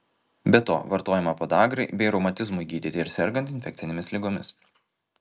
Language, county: Lithuanian, Kaunas